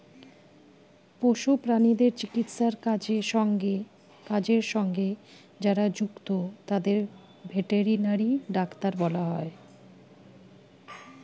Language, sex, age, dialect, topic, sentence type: Bengali, female, 41-45, Standard Colloquial, agriculture, statement